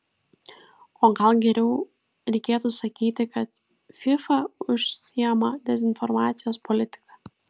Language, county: Lithuanian, Vilnius